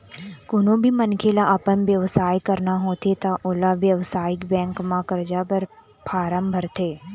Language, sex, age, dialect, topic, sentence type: Chhattisgarhi, female, 18-24, Eastern, banking, statement